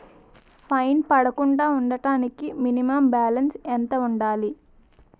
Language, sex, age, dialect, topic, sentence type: Telugu, female, 18-24, Utterandhra, banking, question